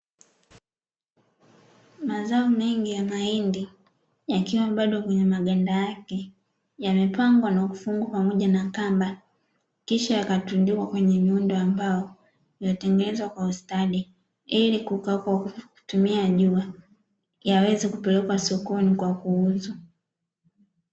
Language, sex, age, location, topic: Swahili, female, 18-24, Dar es Salaam, agriculture